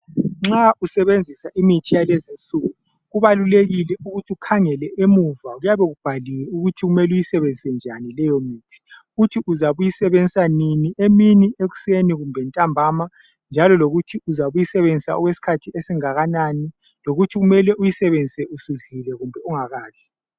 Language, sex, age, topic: North Ndebele, male, 25-35, health